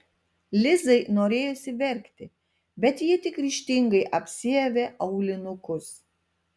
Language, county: Lithuanian, Telšiai